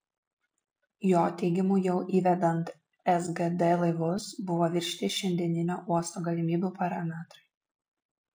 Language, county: Lithuanian, Vilnius